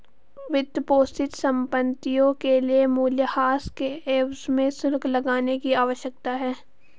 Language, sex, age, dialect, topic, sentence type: Hindi, female, 51-55, Hindustani Malvi Khadi Boli, banking, statement